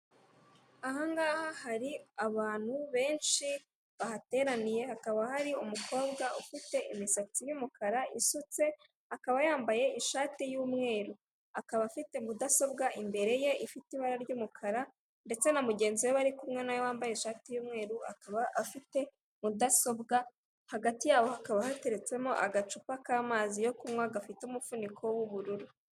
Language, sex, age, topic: Kinyarwanda, female, 18-24, government